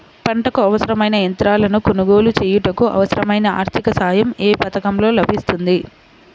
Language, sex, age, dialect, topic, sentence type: Telugu, female, 25-30, Central/Coastal, agriculture, question